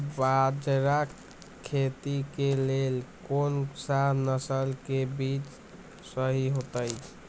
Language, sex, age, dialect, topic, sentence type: Magahi, male, 18-24, Western, agriculture, question